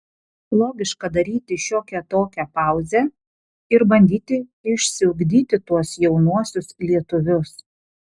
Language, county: Lithuanian, Panevėžys